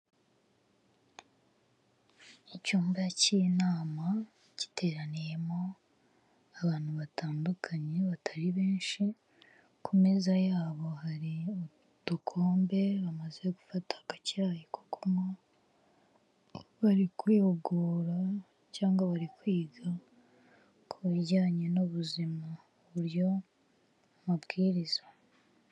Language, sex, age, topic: Kinyarwanda, female, 25-35, health